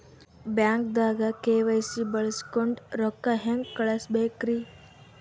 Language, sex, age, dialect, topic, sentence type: Kannada, female, 18-24, Northeastern, banking, question